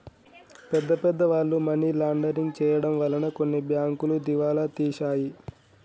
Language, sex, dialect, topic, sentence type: Telugu, male, Telangana, banking, statement